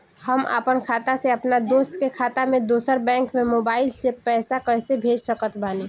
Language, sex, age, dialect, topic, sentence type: Bhojpuri, female, 18-24, Southern / Standard, banking, question